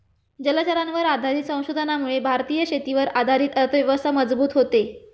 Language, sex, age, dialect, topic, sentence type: Marathi, female, 25-30, Standard Marathi, agriculture, statement